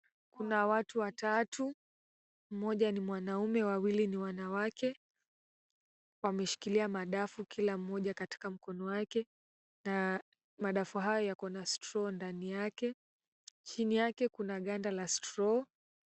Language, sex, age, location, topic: Swahili, female, 18-24, Mombasa, agriculture